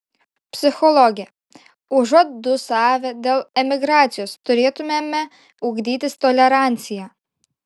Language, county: Lithuanian, Šiauliai